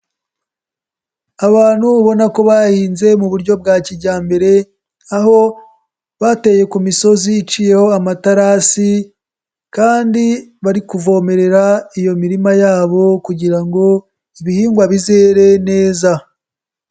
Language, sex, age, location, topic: Kinyarwanda, male, 18-24, Nyagatare, agriculture